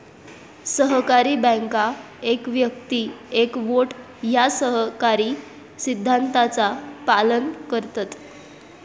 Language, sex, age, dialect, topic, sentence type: Marathi, female, 18-24, Southern Konkan, banking, statement